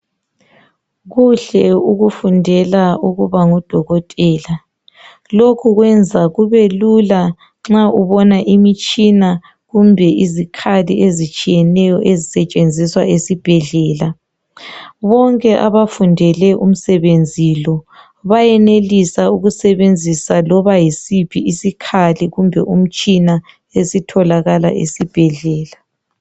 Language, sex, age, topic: North Ndebele, male, 36-49, health